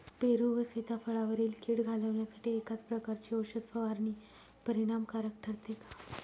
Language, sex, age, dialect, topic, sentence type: Marathi, female, 25-30, Northern Konkan, agriculture, question